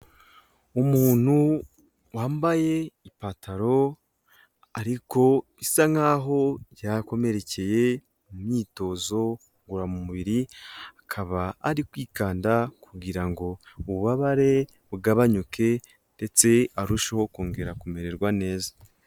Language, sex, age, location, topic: Kinyarwanda, male, 18-24, Kigali, health